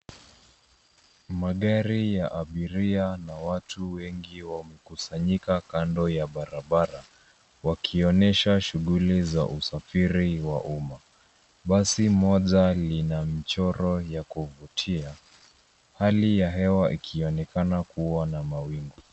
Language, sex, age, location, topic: Swahili, male, 25-35, Nairobi, government